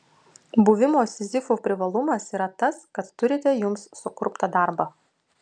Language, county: Lithuanian, Utena